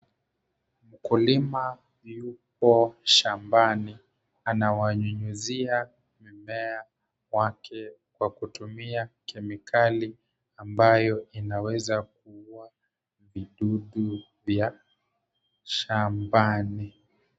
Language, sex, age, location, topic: Swahili, male, 25-35, Kisumu, health